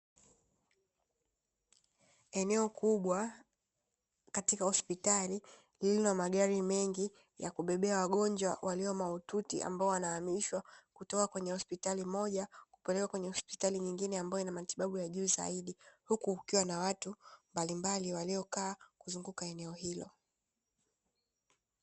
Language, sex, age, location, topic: Swahili, female, 18-24, Dar es Salaam, health